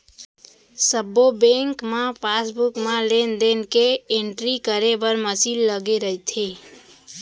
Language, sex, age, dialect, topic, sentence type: Chhattisgarhi, female, 18-24, Central, banking, statement